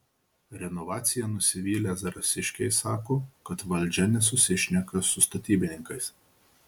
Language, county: Lithuanian, Marijampolė